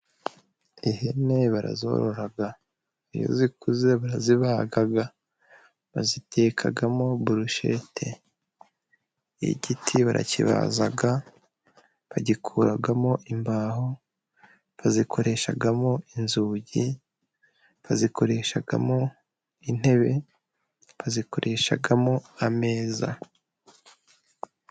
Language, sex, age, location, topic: Kinyarwanda, male, 25-35, Musanze, agriculture